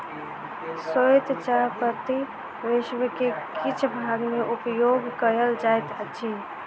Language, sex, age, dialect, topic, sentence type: Maithili, female, 18-24, Southern/Standard, agriculture, statement